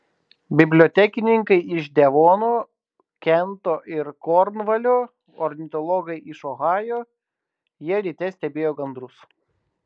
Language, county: Lithuanian, Klaipėda